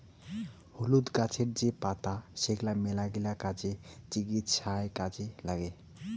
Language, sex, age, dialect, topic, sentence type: Bengali, male, 18-24, Rajbangshi, agriculture, statement